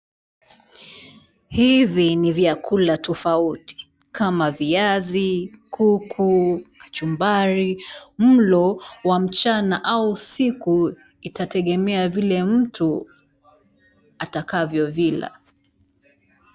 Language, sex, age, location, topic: Swahili, female, 36-49, Mombasa, agriculture